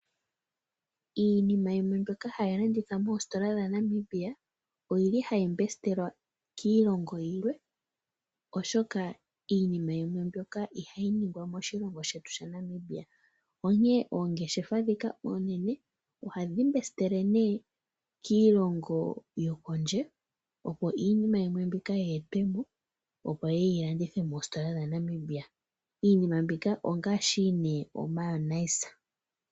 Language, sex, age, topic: Oshiwambo, female, 18-24, finance